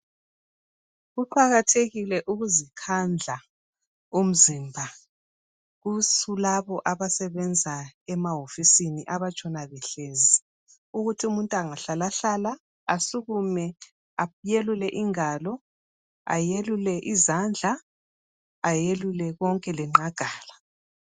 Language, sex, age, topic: North Ndebele, female, 36-49, health